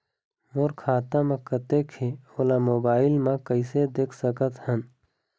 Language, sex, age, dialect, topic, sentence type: Chhattisgarhi, male, 25-30, Eastern, banking, question